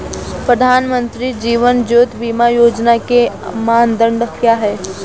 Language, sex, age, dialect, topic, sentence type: Hindi, female, 18-24, Awadhi Bundeli, banking, statement